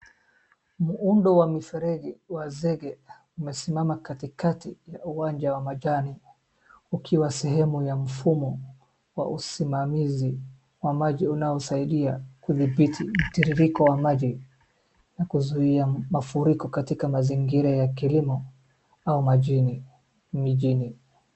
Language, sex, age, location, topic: Swahili, male, 18-24, Wajir, government